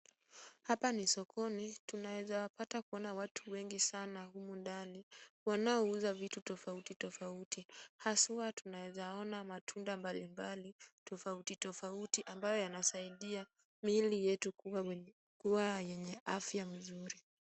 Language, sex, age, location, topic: Swahili, female, 18-24, Kisumu, finance